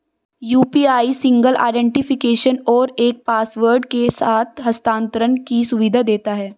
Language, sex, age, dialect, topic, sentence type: Hindi, female, 18-24, Marwari Dhudhari, banking, statement